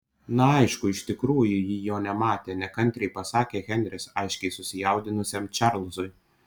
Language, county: Lithuanian, Panevėžys